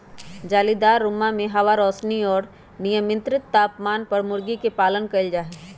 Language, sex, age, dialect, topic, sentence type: Magahi, female, 25-30, Western, agriculture, statement